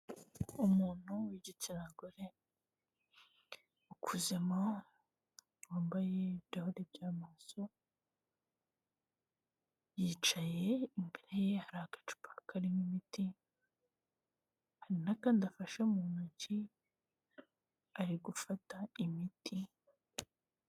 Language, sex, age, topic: Kinyarwanda, female, 18-24, health